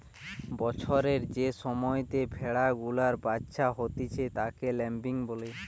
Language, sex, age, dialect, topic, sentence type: Bengali, male, 18-24, Western, agriculture, statement